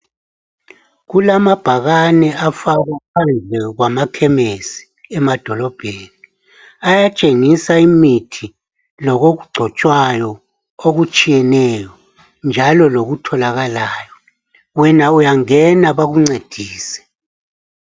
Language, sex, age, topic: North Ndebele, male, 50+, health